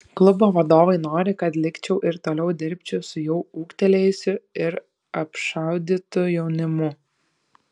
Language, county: Lithuanian, Šiauliai